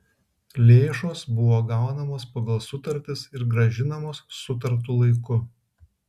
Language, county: Lithuanian, Kaunas